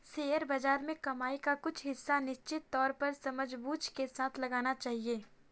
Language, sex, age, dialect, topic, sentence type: Hindi, female, 25-30, Kanauji Braj Bhasha, banking, statement